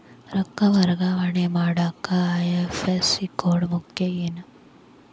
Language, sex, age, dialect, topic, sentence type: Kannada, female, 18-24, Dharwad Kannada, banking, statement